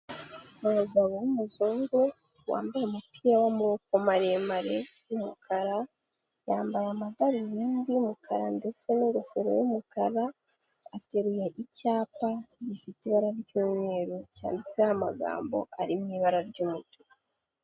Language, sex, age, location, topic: Kinyarwanda, female, 18-24, Kigali, health